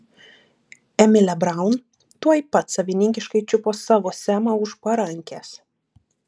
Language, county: Lithuanian, Klaipėda